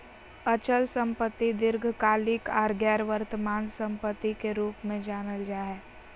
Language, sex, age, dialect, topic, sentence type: Magahi, female, 25-30, Southern, banking, statement